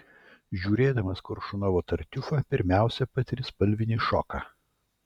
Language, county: Lithuanian, Vilnius